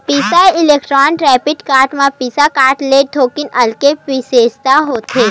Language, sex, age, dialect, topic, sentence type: Chhattisgarhi, female, 25-30, Western/Budati/Khatahi, banking, statement